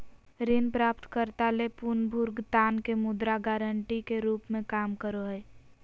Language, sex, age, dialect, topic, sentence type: Magahi, female, 25-30, Southern, banking, statement